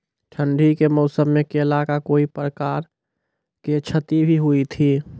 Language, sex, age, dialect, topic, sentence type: Maithili, male, 18-24, Angika, agriculture, question